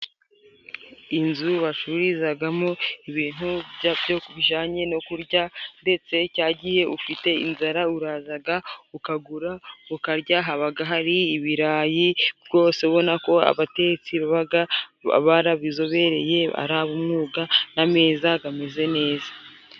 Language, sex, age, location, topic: Kinyarwanda, female, 18-24, Musanze, finance